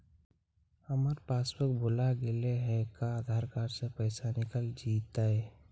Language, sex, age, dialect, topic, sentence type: Magahi, male, 60-100, Central/Standard, banking, question